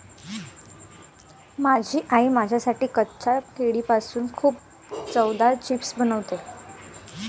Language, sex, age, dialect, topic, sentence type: Marathi, female, 18-24, Varhadi, agriculture, statement